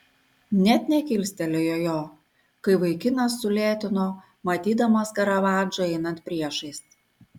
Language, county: Lithuanian, Kaunas